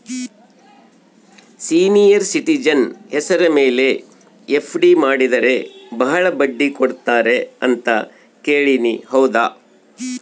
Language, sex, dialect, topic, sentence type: Kannada, male, Central, banking, question